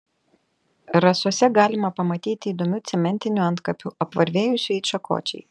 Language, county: Lithuanian, Telšiai